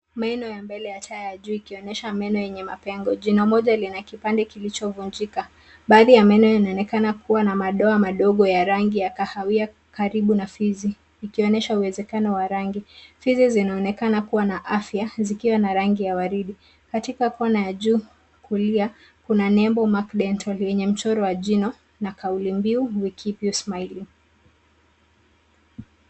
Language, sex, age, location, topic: Swahili, female, 25-35, Nairobi, health